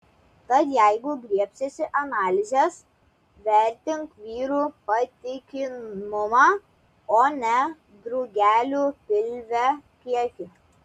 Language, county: Lithuanian, Klaipėda